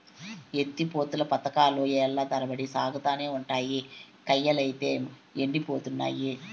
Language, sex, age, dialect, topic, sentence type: Telugu, male, 56-60, Southern, agriculture, statement